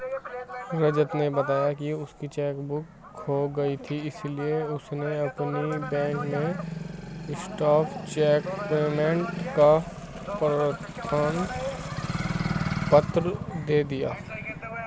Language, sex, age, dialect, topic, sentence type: Hindi, male, 25-30, Hindustani Malvi Khadi Boli, banking, statement